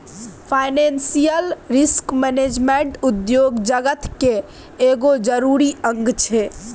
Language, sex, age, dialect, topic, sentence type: Maithili, female, 18-24, Bajjika, banking, statement